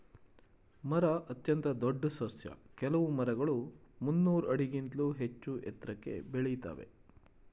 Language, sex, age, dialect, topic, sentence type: Kannada, male, 36-40, Mysore Kannada, agriculture, statement